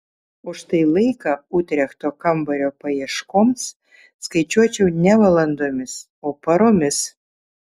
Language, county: Lithuanian, Vilnius